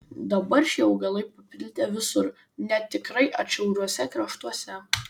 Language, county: Lithuanian, Vilnius